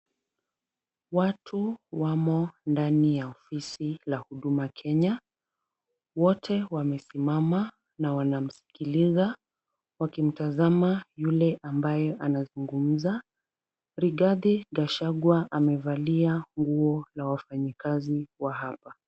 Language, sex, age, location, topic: Swahili, female, 36-49, Kisumu, government